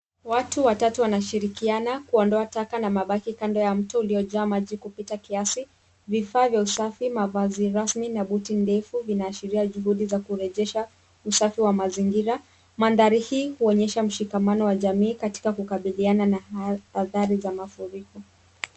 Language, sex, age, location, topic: Swahili, female, 25-35, Nairobi, government